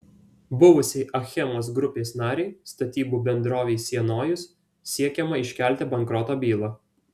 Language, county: Lithuanian, Vilnius